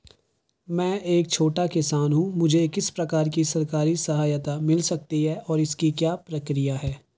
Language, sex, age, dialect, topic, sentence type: Hindi, male, 51-55, Garhwali, agriculture, question